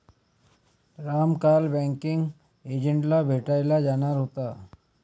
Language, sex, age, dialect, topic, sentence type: Marathi, male, 25-30, Standard Marathi, banking, statement